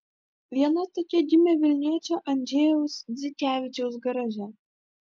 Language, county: Lithuanian, Vilnius